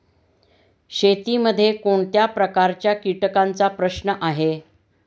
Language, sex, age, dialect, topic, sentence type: Marathi, female, 51-55, Standard Marathi, agriculture, question